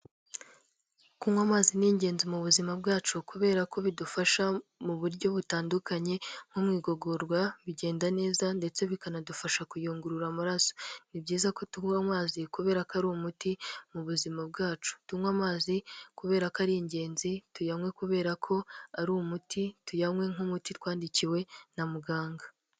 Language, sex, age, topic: Kinyarwanda, female, 18-24, health